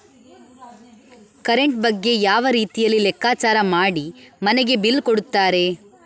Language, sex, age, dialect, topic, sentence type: Kannada, female, 25-30, Coastal/Dakshin, banking, question